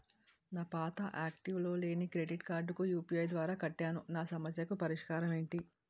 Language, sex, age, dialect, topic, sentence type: Telugu, female, 36-40, Utterandhra, banking, question